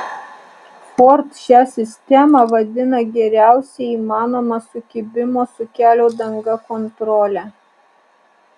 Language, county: Lithuanian, Alytus